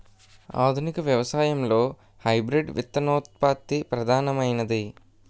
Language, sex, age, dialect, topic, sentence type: Telugu, male, 18-24, Utterandhra, agriculture, statement